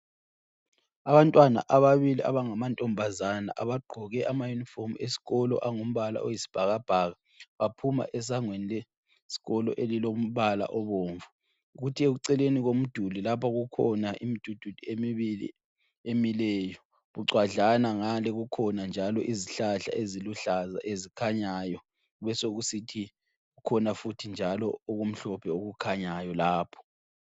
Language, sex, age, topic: North Ndebele, male, 25-35, education